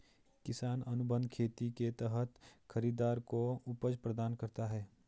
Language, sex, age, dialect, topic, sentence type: Hindi, male, 25-30, Garhwali, agriculture, statement